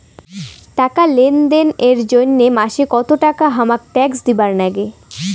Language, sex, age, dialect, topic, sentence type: Bengali, female, 18-24, Rajbangshi, banking, question